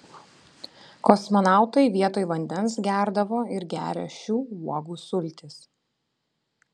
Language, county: Lithuanian, Vilnius